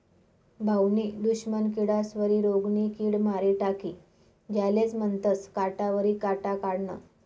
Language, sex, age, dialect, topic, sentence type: Marathi, female, 25-30, Northern Konkan, agriculture, statement